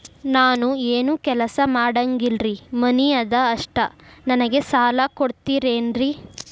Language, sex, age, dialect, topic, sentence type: Kannada, female, 18-24, Dharwad Kannada, banking, question